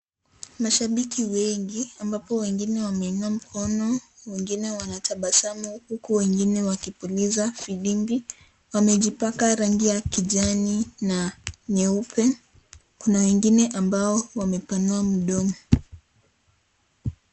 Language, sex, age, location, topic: Swahili, female, 18-24, Kisii, government